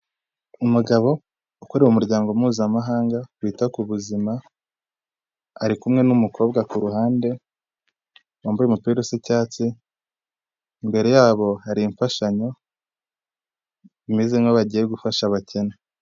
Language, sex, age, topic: Kinyarwanda, male, 18-24, health